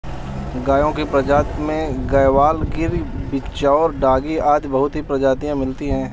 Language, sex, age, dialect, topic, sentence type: Hindi, male, 25-30, Marwari Dhudhari, agriculture, statement